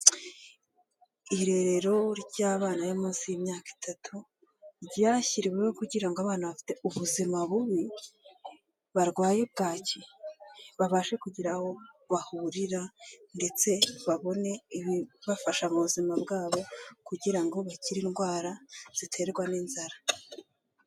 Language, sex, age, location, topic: Kinyarwanda, female, 18-24, Kigali, health